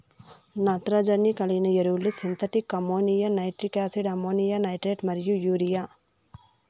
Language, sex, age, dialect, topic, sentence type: Telugu, female, 25-30, Southern, agriculture, statement